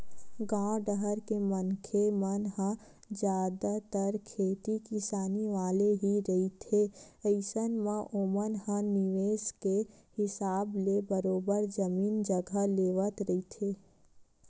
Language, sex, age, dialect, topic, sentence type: Chhattisgarhi, female, 18-24, Western/Budati/Khatahi, banking, statement